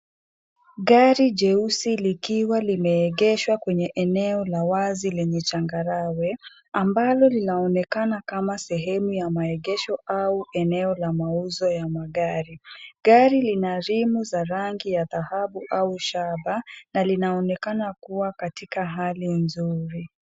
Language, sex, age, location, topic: Swahili, female, 18-24, Nairobi, finance